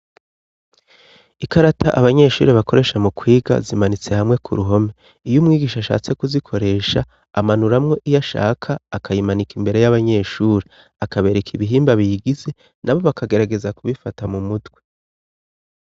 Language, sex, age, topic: Rundi, male, 36-49, education